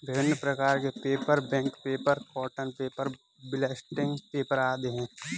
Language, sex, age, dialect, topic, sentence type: Hindi, male, 18-24, Kanauji Braj Bhasha, agriculture, statement